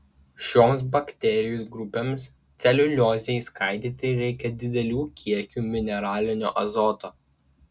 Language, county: Lithuanian, Klaipėda